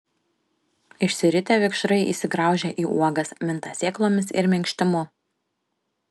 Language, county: Lithuanian, Panevėžys